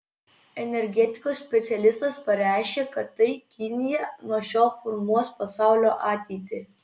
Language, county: Lithuanian, Vilnius